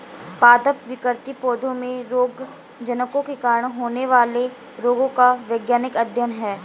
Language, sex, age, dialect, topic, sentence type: Hindi, female, 18-24, Marwari Dhudhari, agriculture, statement